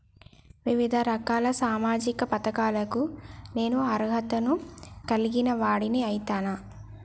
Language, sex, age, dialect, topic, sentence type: Telugu, female, 25-30, Telangana, banking, question